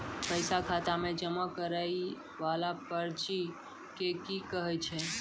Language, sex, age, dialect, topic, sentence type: Maithili, male, 18-24, Angika, banking, question